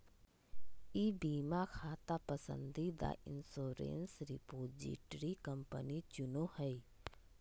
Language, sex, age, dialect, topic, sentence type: Magahi, female, 25-30, Southern, banking, statement